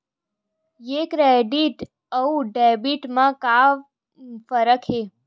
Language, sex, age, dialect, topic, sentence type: Chhattisgarhi, female, 25-30, Western/Budati/Khatahi, banking, question